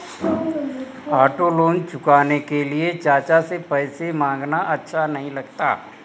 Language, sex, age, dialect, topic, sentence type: Hindi, male, 60-100, Marwari Dhudhari, banking, statement